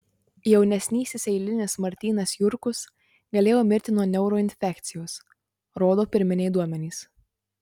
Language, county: Lithuanian, Marijampolė